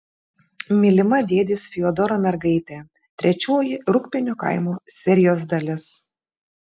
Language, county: Lithuanian, Šiauliai